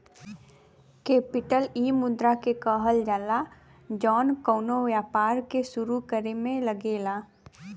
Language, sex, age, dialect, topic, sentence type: Bhojpuri, female, 18-24, Western, banking, statement